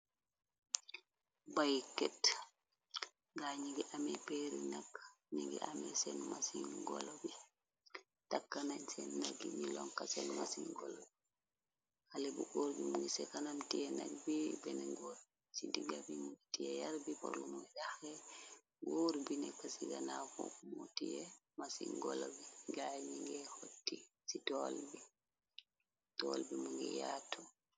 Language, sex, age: Wolof, female, 25-35